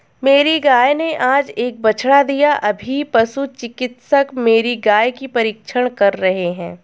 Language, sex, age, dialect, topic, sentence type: Hindi, female, 25-30, Garhwali, agriculture, statement